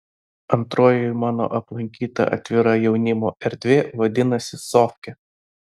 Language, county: Lithuanian, Vilnius